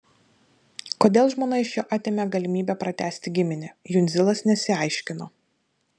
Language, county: Lithuanian, Vilnius